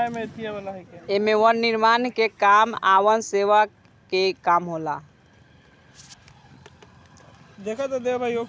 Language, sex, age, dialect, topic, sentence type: Bhojpuri, male, <18, Southern / Standard, agriculture, statement